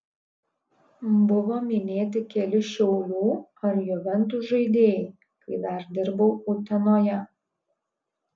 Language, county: Lithuanian, Kaunas